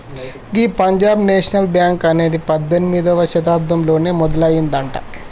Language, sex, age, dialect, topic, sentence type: Telugu, male, 18-24, Telangana, banking, statement